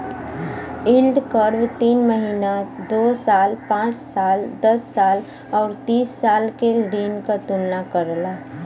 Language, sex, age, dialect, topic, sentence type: Bhojpuri, female, 25-30, Western, banking, statement